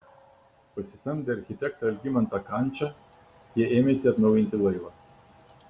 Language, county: Lithuanian, Kaunas